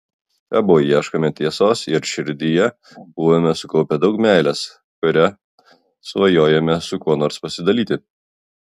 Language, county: Lithuanian, Klaipėda